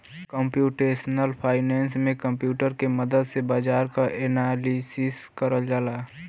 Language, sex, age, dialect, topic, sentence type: Bhojpuri, male, 25-30, Western, banking, statement